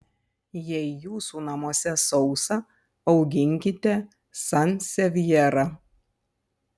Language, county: Lithuanian, Panevėžys